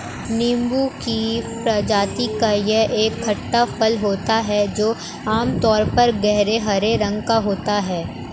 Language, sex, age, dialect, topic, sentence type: Hindi, male, 18-24, Marwari Dhudhari, agriculture, statement